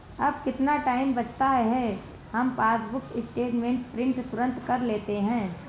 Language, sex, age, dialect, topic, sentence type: Hindi, female, 25-30, Marwari Dhudhari, banking, statement